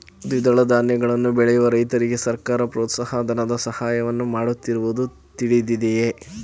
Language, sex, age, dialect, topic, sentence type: Kannada, female, 51-55, Mysore Kannada, agriculture, question